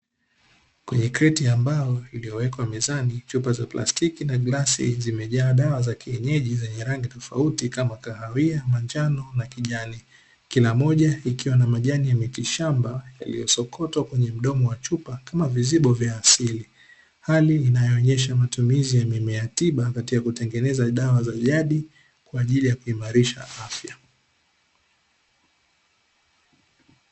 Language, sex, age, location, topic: Swahili, male, 18-24, Dar es Salaam, health